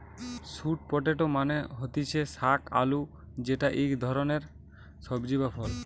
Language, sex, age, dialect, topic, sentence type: Bengali, male, <18, Western, agriculture, statement